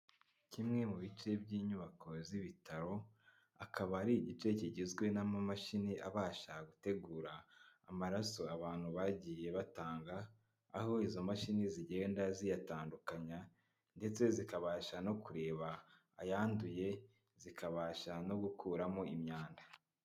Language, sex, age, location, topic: Kinyarwanda, male, 25-35, Kigali, health